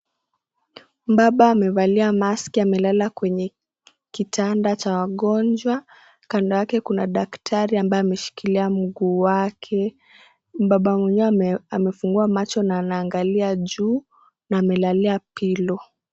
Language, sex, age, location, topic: Swahili, female, 18-24, Kisii, health